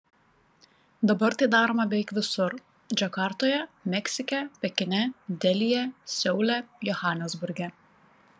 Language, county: Lithuanian, Panevėžys